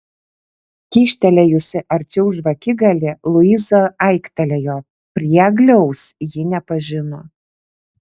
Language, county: Lithuanian, Vilnius